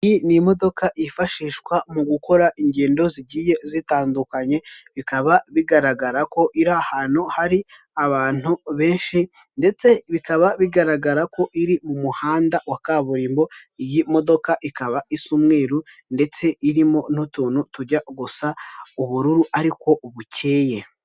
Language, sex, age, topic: Kinyarwanda, male, 18-24, government